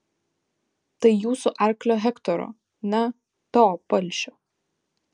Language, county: Lithuanian, Vilnius